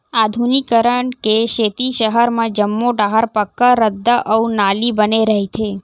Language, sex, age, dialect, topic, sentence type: Chhattisgarhi, male, 18-24, Western/Budati/Khatahi, agriculture, statement